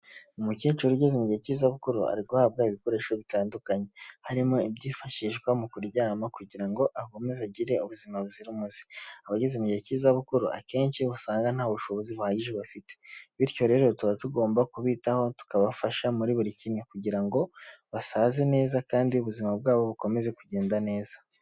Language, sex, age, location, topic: Kinyarwanda, male, 18-24, Huye, health